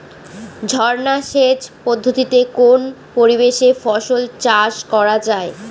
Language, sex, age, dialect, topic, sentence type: Bengali, female, 18-24, Northern/Varendri, agriculture, question